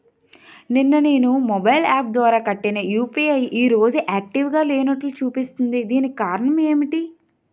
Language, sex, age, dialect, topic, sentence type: Telugu, female, 25-30, Utterandhra, banking, question